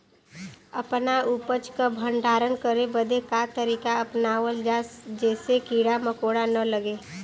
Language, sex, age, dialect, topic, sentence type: Bhojpuri, female, 25-30, Western, agriculture, question